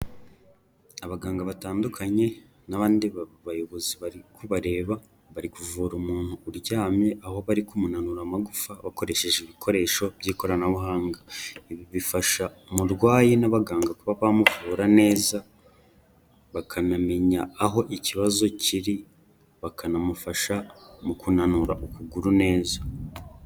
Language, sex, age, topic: Kinyarwanda, male, 18-24, health